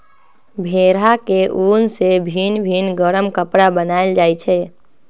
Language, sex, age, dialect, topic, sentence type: Magahi, female, 60-100, Western, agriculture, statement